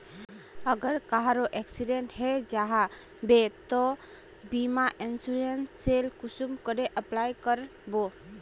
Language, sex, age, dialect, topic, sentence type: Magahi, female, 18-24, Northeastern/Surjapuri, banking, question